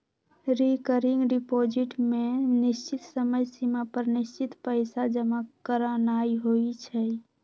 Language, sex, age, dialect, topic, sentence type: Magahi, female, 41-45, Western, banking, statement